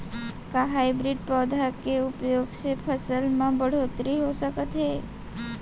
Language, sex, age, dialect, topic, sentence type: Chhattisgarhi, female, 18-24, Central, agriculture, question